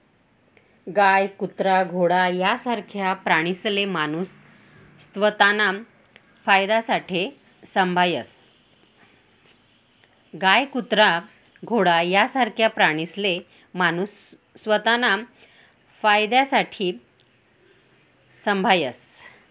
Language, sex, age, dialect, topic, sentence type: Marathi, female, 18-24, Northern Konkan, agriculture, statement